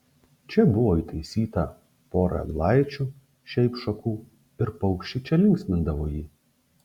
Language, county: Lithuanian, Šiauliai